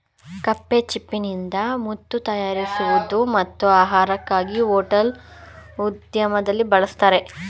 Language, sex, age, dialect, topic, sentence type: Kannada, male, 41-45, Mysore Kannada, agriculture, statement